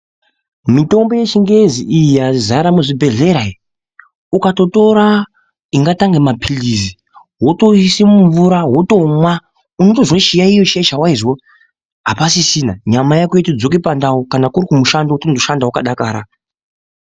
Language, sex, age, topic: Ndau, male, 18-24, health